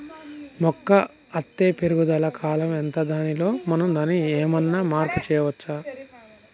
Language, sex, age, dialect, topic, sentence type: Telugu, male, 31-35, Telangana, agriculture, question